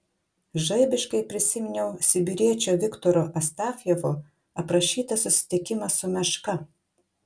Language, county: Lithuanian, Kaunas